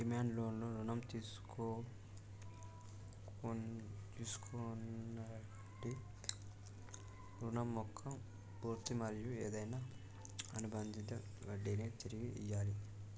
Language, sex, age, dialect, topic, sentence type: Telugu, male, 18-24, Telangana, banking, statement